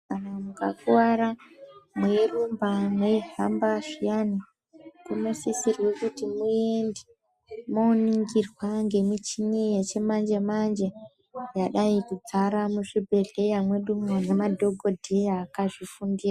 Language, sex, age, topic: Ndau, female, 25-35, health